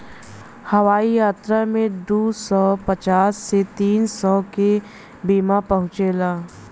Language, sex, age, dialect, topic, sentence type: Bhojpuri, female, 25-30, Western, banking, statement